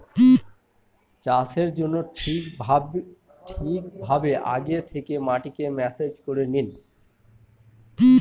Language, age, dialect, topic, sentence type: Bengali, 60-100, Northern/Varendri, agriculture, statement